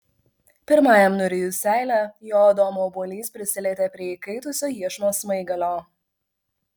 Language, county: Lithuanian, Vilnius